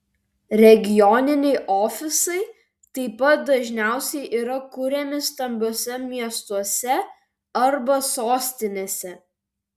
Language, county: Lithuanian, Vilnius